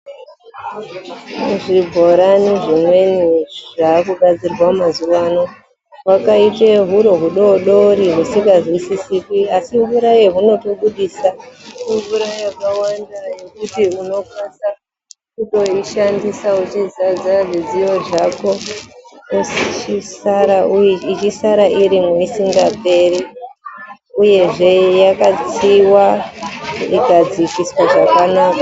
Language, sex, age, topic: Ndau, female, 36-49, health